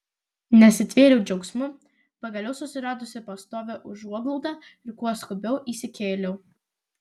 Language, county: Lithuanian, Vilnius